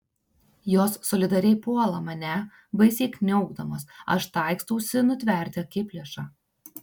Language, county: Lithuanian, Tauragė